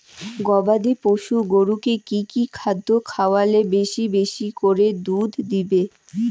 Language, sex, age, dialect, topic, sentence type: Bengali, female, 18-24, Rajbangshi, agriculture, question